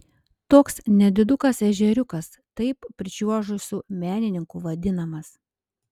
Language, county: Lithuanian, Panevėžys